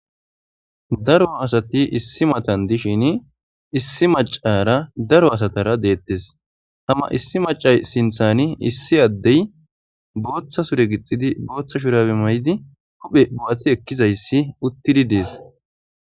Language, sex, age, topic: Gamo, male, 25-35, government